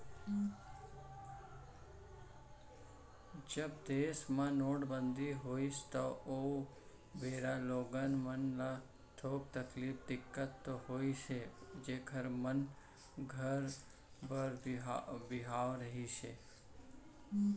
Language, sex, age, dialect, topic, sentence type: Chhattisgarhi, male, 41-45, Central, banking, statement